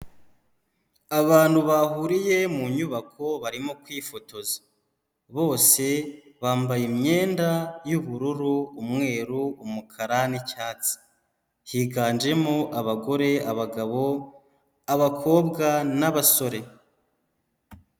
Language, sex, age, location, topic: Kinyarwanda, male, 25-35, Huye, health